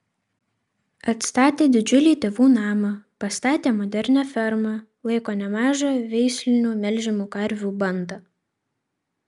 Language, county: Lithuanian, Vilnius